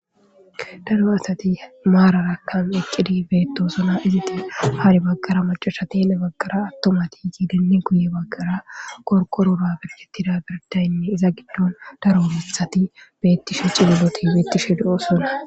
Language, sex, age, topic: Gamo, female, 25-35, government